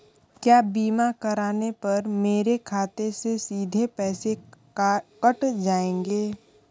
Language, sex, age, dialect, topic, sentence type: Hindi, female, 25-30, Kanauji Braj Bhasha, banking, question